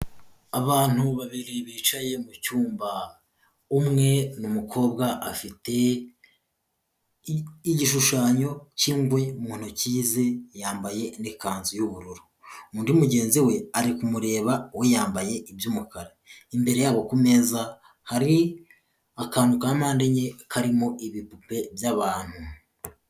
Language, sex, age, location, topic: Kinyarwanda, male, 18-24, Huye, health